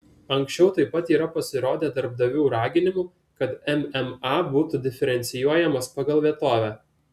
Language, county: Lithuanian, Vilnius